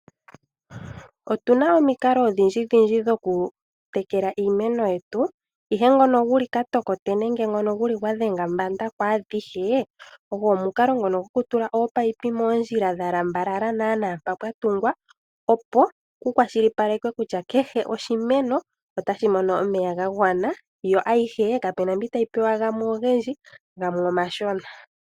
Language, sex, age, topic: Oshiwambo, female, 18-24, agriculture